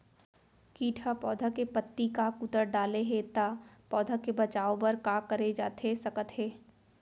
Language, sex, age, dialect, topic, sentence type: Chhattisgarhi, female, 18-24, Central, agriculture, question